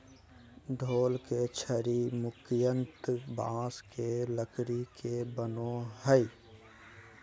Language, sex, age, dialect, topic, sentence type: Magahi, male, 18-24, Southern, agriculture, statement